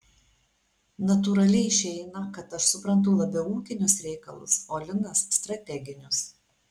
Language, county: Lithuanian, Alytus